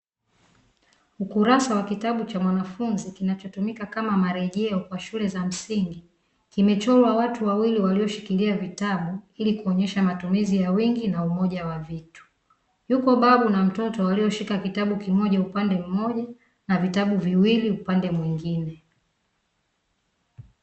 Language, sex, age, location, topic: Swahili, female, 36-49, Dar es Salaam, education